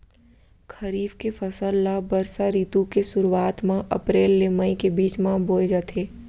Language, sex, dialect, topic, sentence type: Chhattisgarhi, female, Central, agriculture, statement